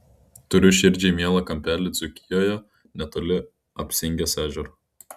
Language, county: Lithuanian, Klaipėda